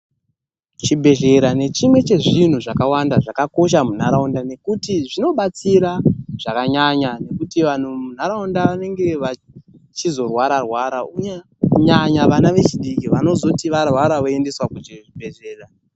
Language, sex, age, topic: Ndau, male, 18-24, education